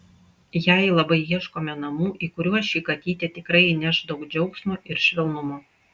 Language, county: Lithuanian, Klaipėda